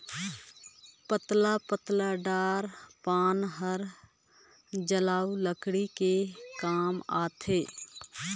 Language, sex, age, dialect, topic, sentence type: Chhattisgarhi, female, 25-30, Northern/Bhandar, agriculture, statement